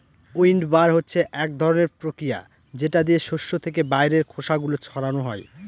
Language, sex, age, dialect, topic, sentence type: Bengali, male, 36-40, Northern/Varendri, agriculture, statement